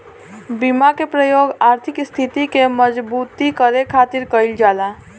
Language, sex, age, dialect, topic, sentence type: Bhojpuri, female, 18-24, Southern / Standard, banking, statement